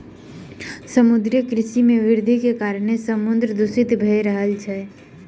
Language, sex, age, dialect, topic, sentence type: Maithili, female, 18-24, Southern/Standard, agriculture, statement